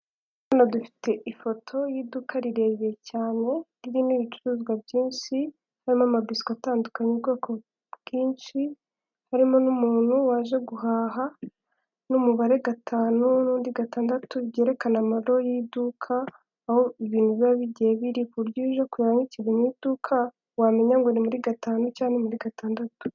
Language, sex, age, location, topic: Kinyarwanda, female, 18-24, Kigali, finance